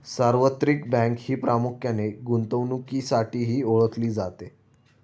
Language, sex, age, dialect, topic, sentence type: Marathi, male, 18-24, Standard Marathi, banking, statement